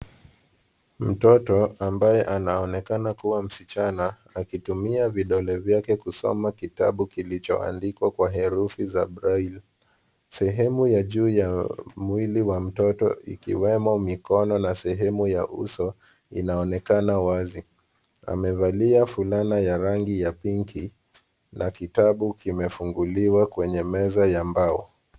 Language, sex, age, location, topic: Swahili, male, 18-24, Nairobi, education